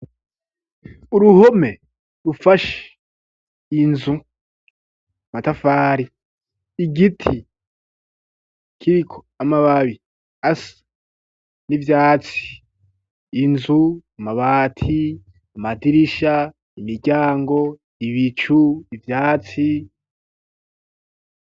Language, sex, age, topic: Rundi, female, 25-35, education